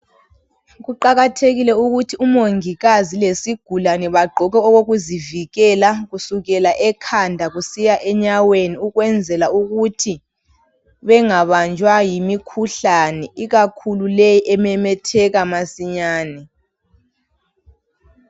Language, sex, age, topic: North Ndebele, female, 18-24, health